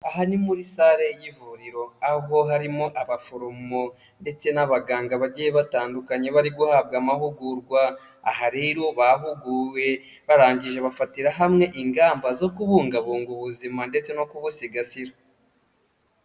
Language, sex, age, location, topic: Kinyarwanda, male, 25-35, Huye, health